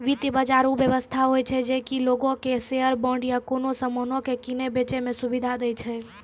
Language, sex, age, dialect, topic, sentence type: Maithili, female, 18-24, Angika, banking, statement